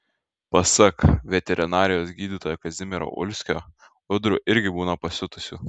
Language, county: Lithuanian, Šiauliai